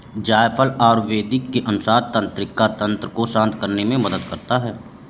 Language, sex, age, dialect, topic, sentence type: Hindi, male, 31-35, Awadhi Bundeli, agriculture, statement